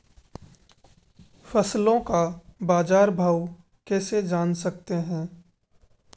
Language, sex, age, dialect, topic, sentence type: Hindi, male, 18-24, Marwari Dhudhari, agriculture, question